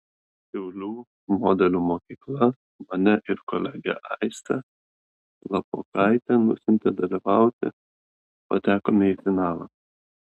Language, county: Lithuanian, Kaunas